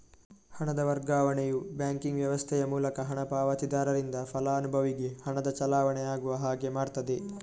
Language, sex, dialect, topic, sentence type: Kannada, male, Coastal/Dakshin, banking, statement